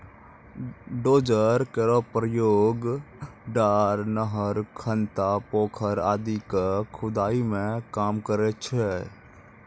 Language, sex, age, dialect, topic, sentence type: Maithili, male, 56-60, Angika, agriculture, statement